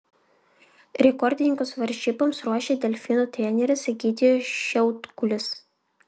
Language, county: Lithuanian, Vilnius